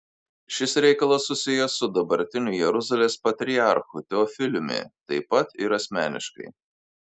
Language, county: Lithuanian, Kaunas